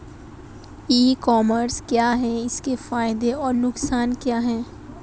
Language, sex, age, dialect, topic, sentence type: Hindi, female, 18-24, Marwari Dhudhari, agriculture, question